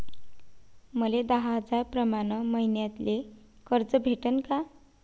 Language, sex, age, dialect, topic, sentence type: Marathi, female, 25-30, Varhadi, banking, question